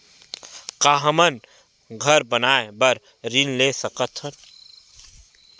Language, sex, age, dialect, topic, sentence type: Chhattisgarhi, male, 18-24, Western/Budati/Khatahi, banking, question